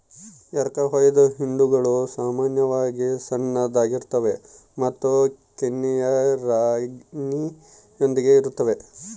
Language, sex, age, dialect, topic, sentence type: Kannada, male, 31-35, Central, agriculture, statement